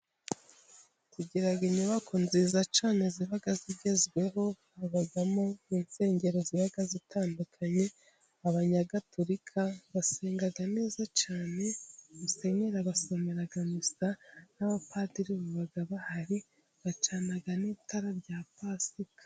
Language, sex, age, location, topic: Kinyarwanda, female, 18-24, Musanze, government